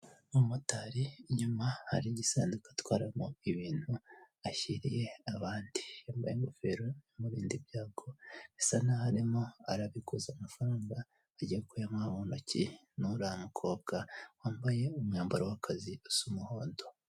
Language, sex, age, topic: Kinyarwanda, female, 18-24, finance